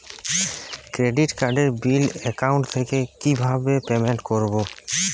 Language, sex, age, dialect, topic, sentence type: Bengali, male, 18-24, Jharkhandi, banking, question